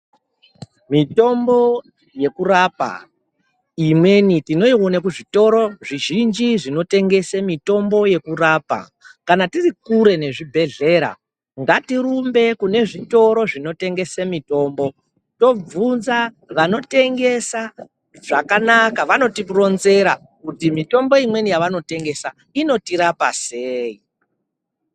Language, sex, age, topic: Ndau, male, 36-49, health